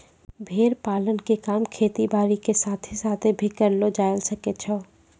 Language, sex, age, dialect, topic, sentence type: Maithili, female, 25-30, Angika, agriculture, statement